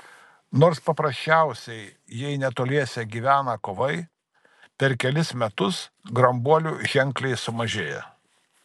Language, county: Lithuanian, Kaunas